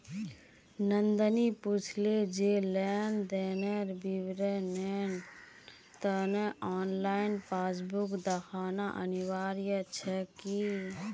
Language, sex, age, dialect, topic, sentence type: Magahi, female, 18-24, Northeastern/Surjapuri, banking, statement